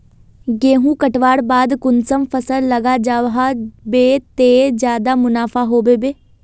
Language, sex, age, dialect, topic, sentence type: Magahi, female, 36-40, Northeastern/Surjapuri, agriculture, question